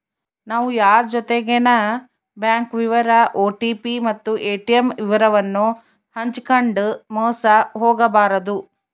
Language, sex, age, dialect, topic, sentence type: Kannada, female, 31-35, Central, banking, statement